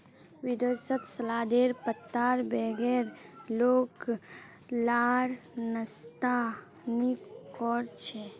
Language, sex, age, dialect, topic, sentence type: Magahi, male, 31-35, Northeastern/Surjapuri, agriculture, statement